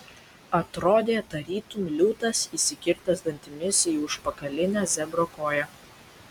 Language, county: Lithuanian, Vilnius